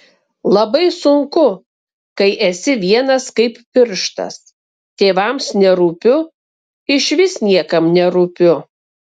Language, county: Lithuanian, Kaunas